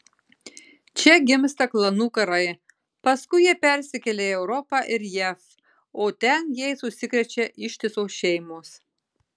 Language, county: Lithuanian, Marijampolė